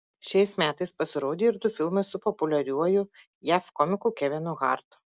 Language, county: Lithuanian, Marijampolė